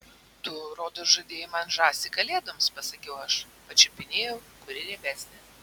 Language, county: Lithuanian, Vilnius